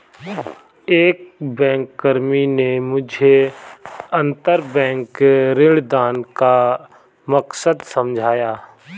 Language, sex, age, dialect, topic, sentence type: Hindi, male, 25-30, Kanauji Braj Bhasha, banking, statement